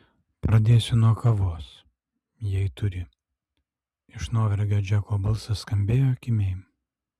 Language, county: Lithuanian, Alytus